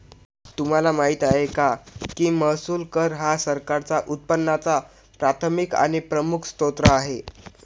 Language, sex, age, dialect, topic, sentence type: Marathi, male, 18-24, Northern Konkan, banking, statement